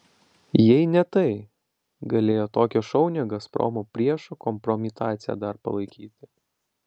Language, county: Lithuanian, Vilnius